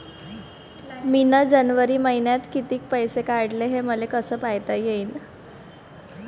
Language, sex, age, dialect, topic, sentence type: Marathi, female, 51-55, Varhadi, banking, question